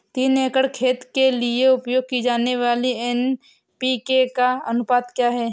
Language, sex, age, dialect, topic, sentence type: Hindi, female, 18-24, Awadhi Bundeli, agriculture, question